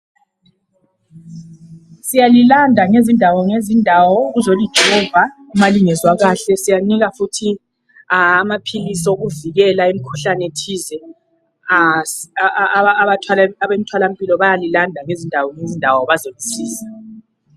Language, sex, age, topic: North Ndebele, female, 36-49, health